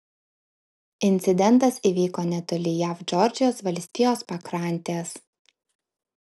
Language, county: Lithuanian, Vilnius